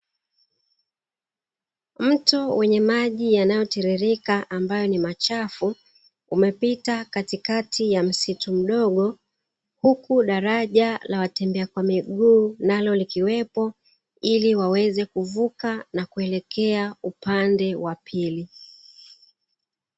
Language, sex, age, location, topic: Swahili, female, 36-49, Dar es Salaam, agriculture